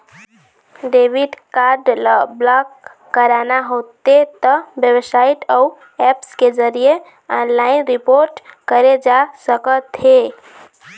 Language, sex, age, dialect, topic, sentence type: Chhattisgarhi, female, 25-30, Eastern, banking, statement